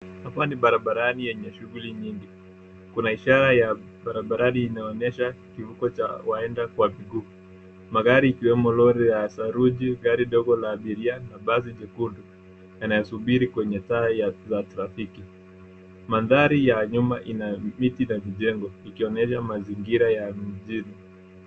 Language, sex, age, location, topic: Swahili, male, 18-24, Nairobi, government